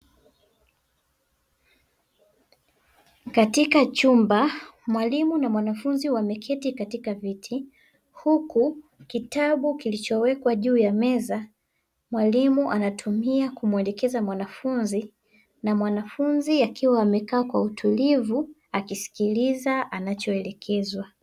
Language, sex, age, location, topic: Swahili, female, 18-24, Dar es Salaam, education